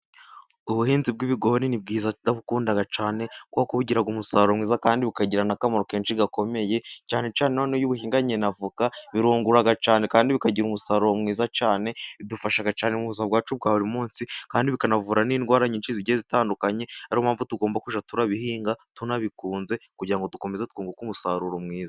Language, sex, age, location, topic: Kinyarwanda, male, 18-24, Musanze, health